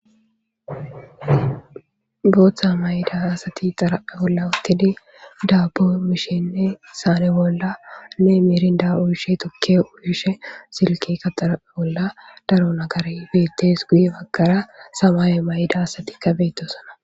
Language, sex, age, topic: Gamo, female, 25-35, government